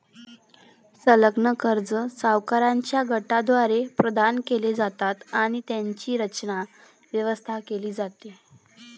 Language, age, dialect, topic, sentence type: Marathi, 25-30, Varhadi, banking, statement